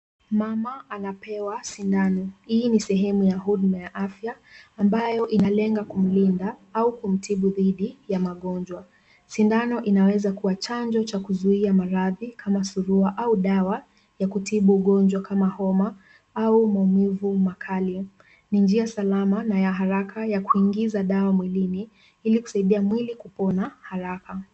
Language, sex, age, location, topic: Swahili, female, 18-24, Kisumu, health